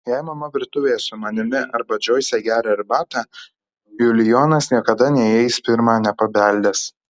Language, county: Lithuanian, Kaunas